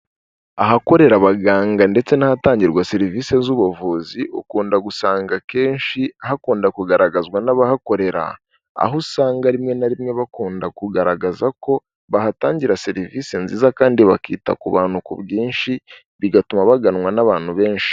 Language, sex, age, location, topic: Kinyarwanda, male, 18-24, Kigali, health